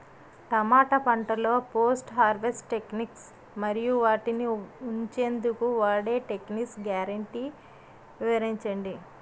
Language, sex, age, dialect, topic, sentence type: Telugu, female, 31-35, Utterandhra, agriculture, question